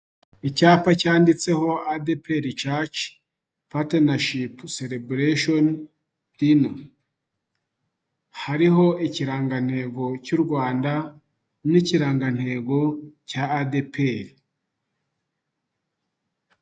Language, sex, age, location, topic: Kinyarwanda, male, 25-35, Nyagatare, finance